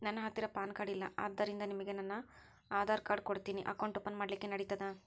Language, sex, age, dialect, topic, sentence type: Kannada, female, 56-60, Central, banking, question